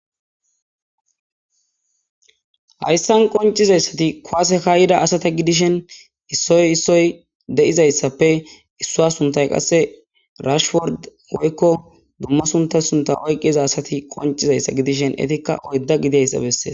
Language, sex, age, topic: Gamo, female, 18-24, government